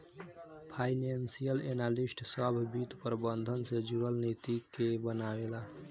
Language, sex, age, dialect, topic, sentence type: Bhojpuri, male, 18-24, Southern / Standard, banking, statement